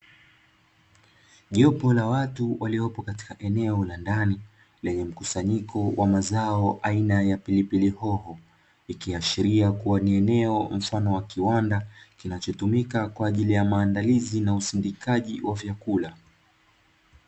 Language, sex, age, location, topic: Swahili, male, 18-24, Dar es Salaam, agriculture